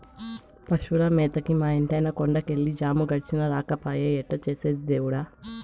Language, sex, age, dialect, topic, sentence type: Telugu, female, 18-24, Southern, agriculture, statement